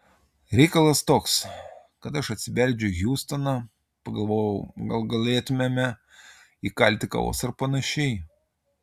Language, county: Lithuanian, Utena